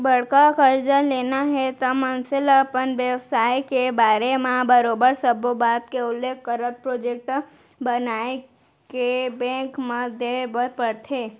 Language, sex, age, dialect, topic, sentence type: Chhattisgarhi, female, 18-24, Central, banking, statement